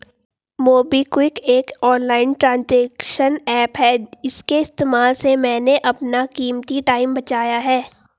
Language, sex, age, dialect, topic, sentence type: Hindi, female, 18-24, Hindustani Malvi Khadi Boli, banking, statement